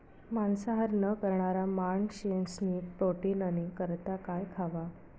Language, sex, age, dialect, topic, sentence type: Marathi, female, 31-35, Northern Konkan, agriculture, statement